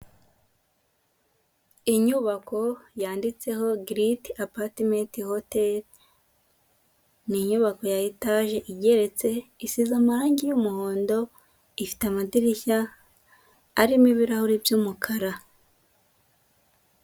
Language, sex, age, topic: Kinyarwanda, female, 18-24, government